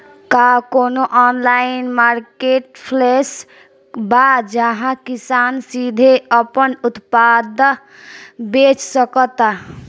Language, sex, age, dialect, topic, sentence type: Bhojpuri, female, 18-24, Northern, agriculture, statement